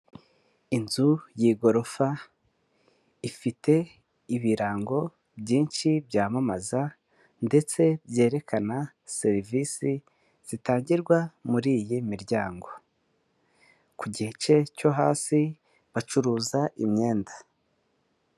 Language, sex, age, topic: Kinyarwanda, male, 18-24, finance